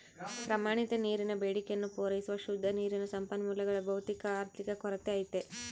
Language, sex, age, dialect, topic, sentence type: Kannada, female, 31-35, Central, agriculture, statement